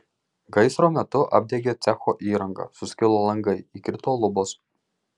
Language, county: Lithuanian, Marijampolė